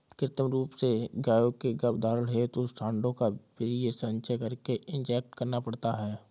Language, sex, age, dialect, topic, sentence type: Hindi, male, 25-30, Awadhi Bundeli, agriculture, statement